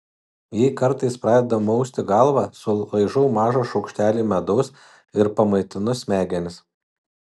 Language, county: Lithuanian, Utena